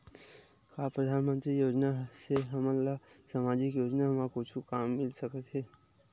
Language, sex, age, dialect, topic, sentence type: Chhattisgarhi, male, 25-30, Western/Budati/Khatahi, banking, question